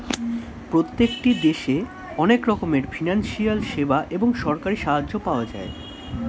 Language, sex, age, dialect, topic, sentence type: Bengali, male, 18-24, Standard Colloquial, banking, statement